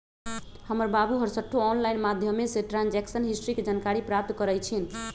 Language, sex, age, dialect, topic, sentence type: Magahi, male, 51-55, Western, banking, statement